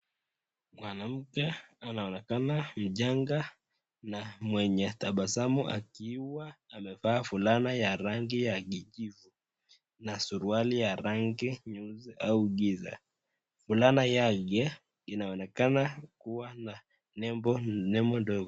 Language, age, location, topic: Swahili, 25-35, Nakuru, health